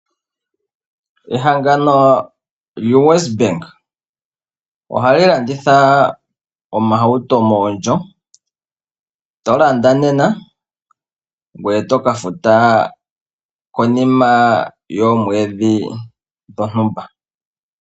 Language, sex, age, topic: Oshiwambo, male, 25-35, finance